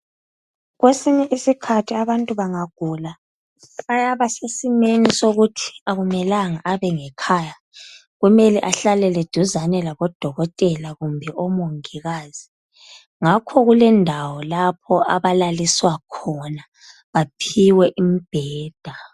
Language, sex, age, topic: North Ndebele, female, 25-35, health